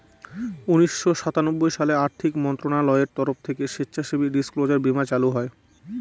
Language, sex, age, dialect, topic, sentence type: Bengali, male, 25-30, Northern/Varendri, banking, statement